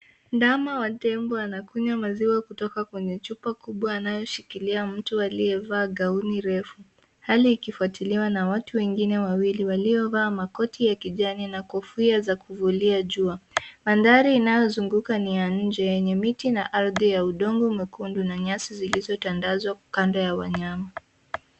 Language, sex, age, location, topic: Swahili, female, 18-24, Nairobi, government